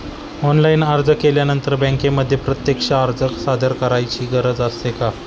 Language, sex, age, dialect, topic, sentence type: Marathi, male, 18-24, Standard Marathi, banking, question